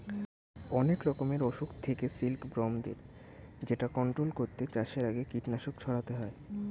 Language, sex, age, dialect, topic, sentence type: Bengali, male, 18-24, Standard Colloquial, agriculture, statement